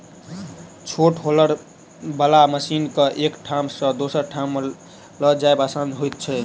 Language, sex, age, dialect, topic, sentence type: Maithili, male, 18-24, Southern/Standard, agriculture, statement